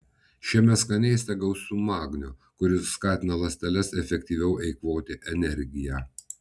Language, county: Lithuanian, Vilnius